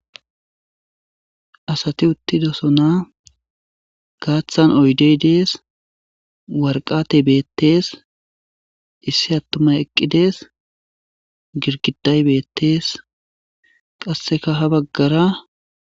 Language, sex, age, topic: Gamo, male, 25-35, government